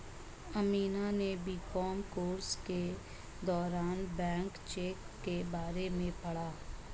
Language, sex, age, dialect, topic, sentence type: Hindi, male, 56-60, Marwari Dhudhari, banking, statement